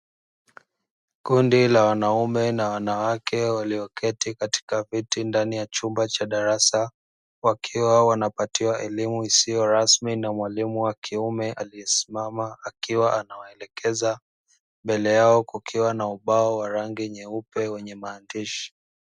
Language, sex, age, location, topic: Swahili, male, 25-35, Dar es Salaam, education